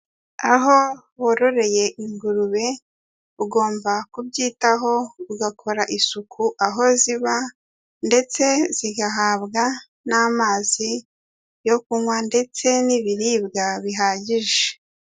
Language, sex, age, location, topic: Kinyarwanda, female, 18-24, Kigali, agriculture